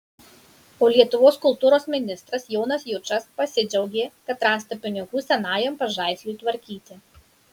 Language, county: Lithuanian, Marijampolė